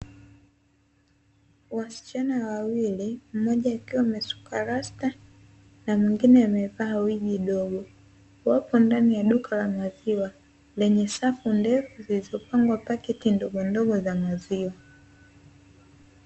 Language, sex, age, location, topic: Swahili, female, 18-24, Dar es Salaam, finance